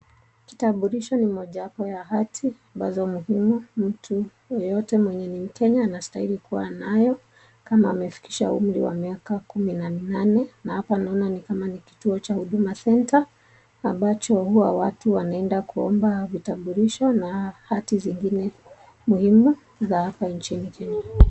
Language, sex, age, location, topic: Swahili, female, 25-35, Nakuru, government